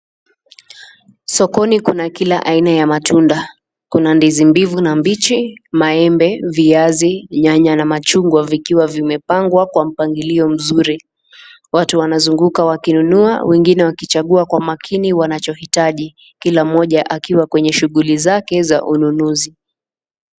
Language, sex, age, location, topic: Swahili, female, 18-24, Nakuru, finance